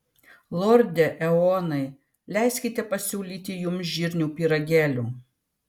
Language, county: Lithuanian, Vilnius